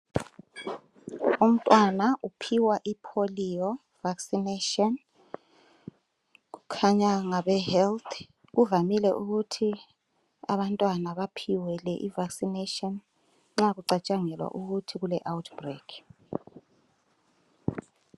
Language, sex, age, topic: North Ndebele, male, 36-49, health